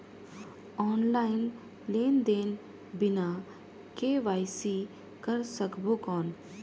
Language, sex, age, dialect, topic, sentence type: Chhattisgarhi, female, 31-35, Northern/Bhandar, banking, question